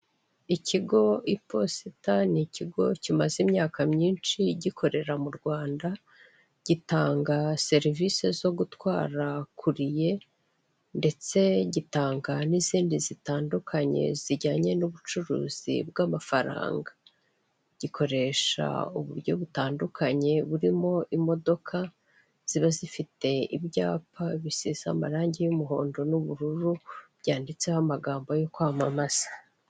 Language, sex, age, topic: Kinyarwanda, male, 36-49, finance